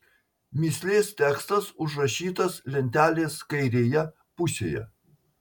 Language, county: Lithuanian, Marijampolė